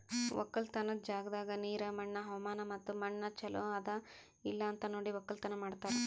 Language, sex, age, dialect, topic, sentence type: Kannada, female, 18-24, Northeastern, agriculture, statement